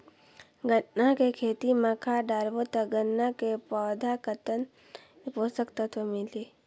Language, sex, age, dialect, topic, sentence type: Chhattisgarhi, female, 41-45, Northern/Bhandar, agriculture, question